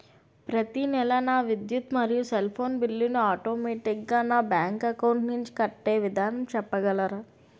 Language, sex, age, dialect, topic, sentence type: Telugu, female, 18-24, Utterandhra, banking, question